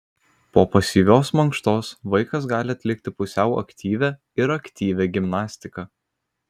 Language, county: Lithuanian, Kaunas